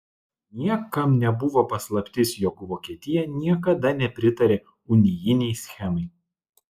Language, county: Lithuanian, Klaipėda